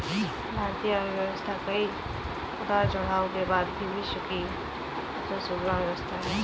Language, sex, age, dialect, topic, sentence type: Hindi, female, 31-35, Kanauji Braj Bhasha, banking, statement